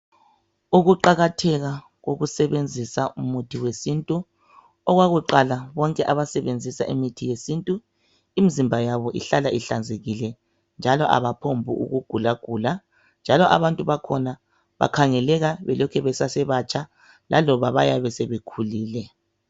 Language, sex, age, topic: North Ndebele, male, 25-35, health